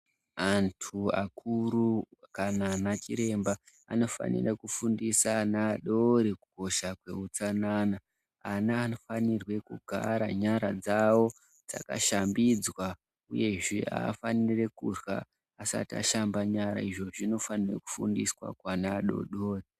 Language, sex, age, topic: Ndau, female, 25-35, health